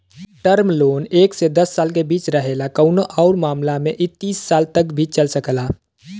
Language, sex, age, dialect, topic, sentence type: Bhojpuri, male, 18-24, Western, banking, statement